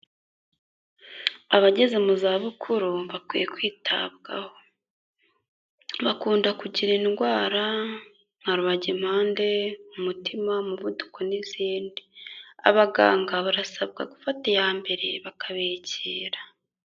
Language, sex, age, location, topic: Kinyarwanda, female, 18-24, Kigali, health